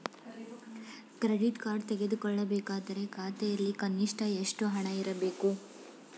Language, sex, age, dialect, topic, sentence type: Kannada, female, 18-24, Mysore Kannada, banking, question